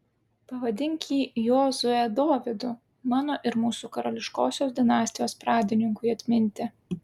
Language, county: Lithuanian, Klaipėda